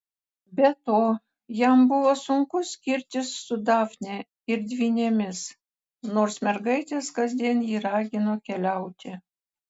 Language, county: Lithuanian, Kaunas